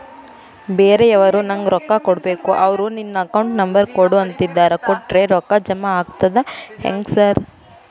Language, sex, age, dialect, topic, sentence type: Kannada, female, 18-24, Dharwad Kannada, banking, question